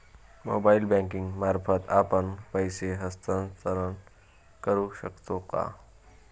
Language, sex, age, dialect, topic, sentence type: Marathi, male, 18-24, Standard Marathi, banking, question